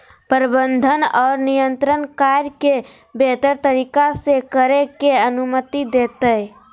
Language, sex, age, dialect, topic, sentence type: Magahi, female, 46-50, Southern, banking, statement